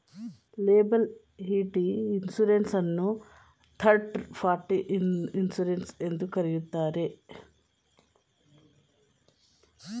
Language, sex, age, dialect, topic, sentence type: Kannada, female, 36-40, Mysore Kannada, banking, statement